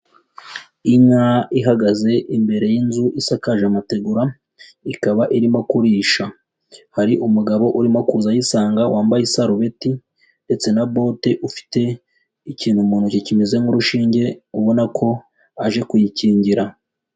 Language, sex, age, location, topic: Kinyarwanda, male, 18-24, Huye, agriculture